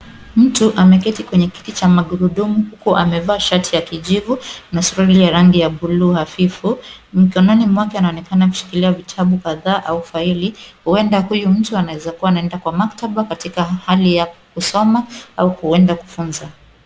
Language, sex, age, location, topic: Swahili, female, 25-35, Kisumu, education